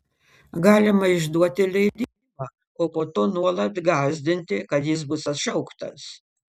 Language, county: Lithuanian, Panevėžys